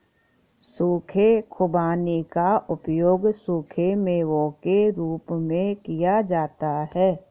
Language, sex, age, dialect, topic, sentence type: Hindi, female, 51-55, Awadhi Bundeli, agriculture, statement